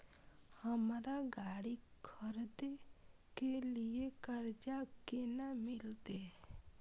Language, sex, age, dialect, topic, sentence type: Maithili, female, 25-30, Eastern / Thethi, banking, question